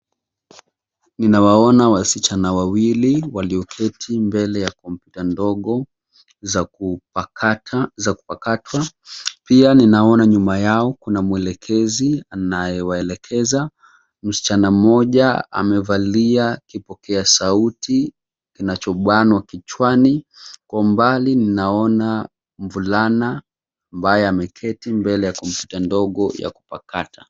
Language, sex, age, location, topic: Swahili, male, 25-35, Nairobi, education